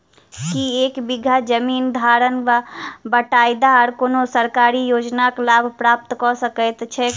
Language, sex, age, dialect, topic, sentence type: Maithili, female, 18-24, Southern/Standard, agriculture, question